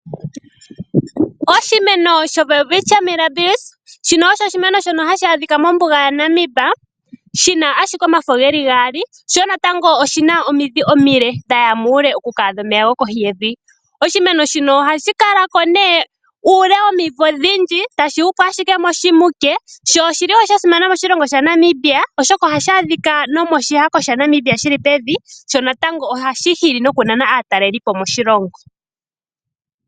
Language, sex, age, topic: Oshiwambo, female, 18-24, agriculture